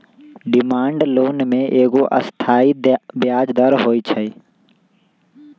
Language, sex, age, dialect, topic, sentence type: Magahi, male, 18-24, Western, banking, statement